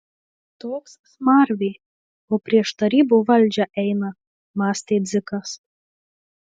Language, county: Lithuanian, Marijampolė